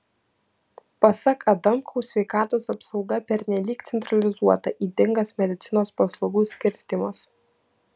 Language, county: Lithuanian, Vilnius